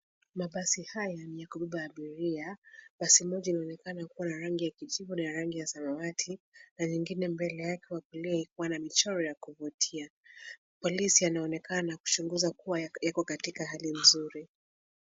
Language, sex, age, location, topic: Swahili, female, 25-35, Nairobi, government